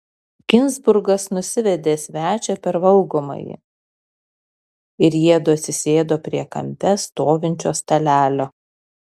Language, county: Lithuanian, Kaunas